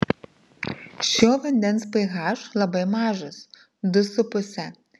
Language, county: Lithuanian, Marijampolė